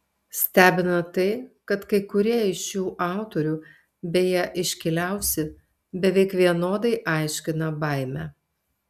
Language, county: Lithuanian, Telšiai